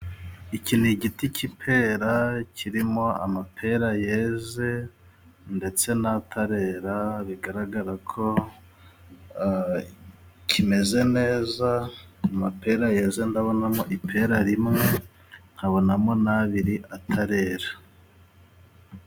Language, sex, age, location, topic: Kinyarwanda, male, 36-49, Musanze, agriculture